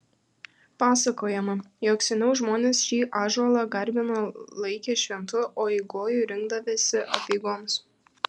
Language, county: Lithuanian, Kaunas